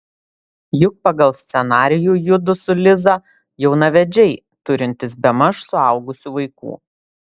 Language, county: Lithuanian, Vilnius